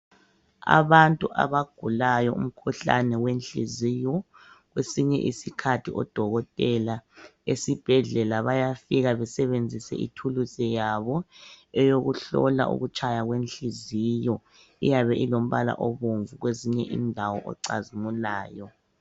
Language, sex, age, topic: North Ndebele, male, 36-49, health